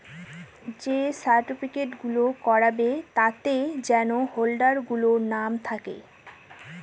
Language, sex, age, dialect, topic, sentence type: Bengali, female, 18-24, Northern/Varendri, banking, statement